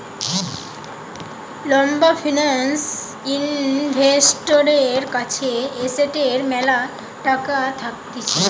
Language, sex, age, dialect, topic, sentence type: Bengali, female, 18-24, Western, banking, statement